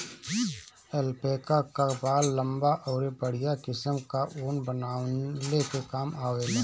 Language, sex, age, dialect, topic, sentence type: Bhojpuri, male, 25-30, Northern, agriculture, statement